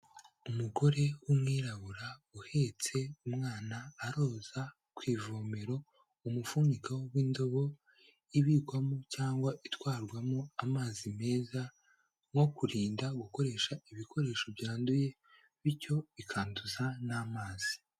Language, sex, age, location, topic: Kinyarwanda, male, 18-24, Kigali, health